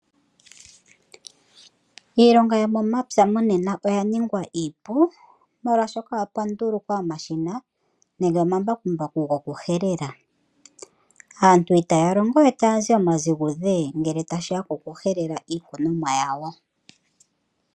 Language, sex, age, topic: Oshiwambo, female, 25-35, agriculture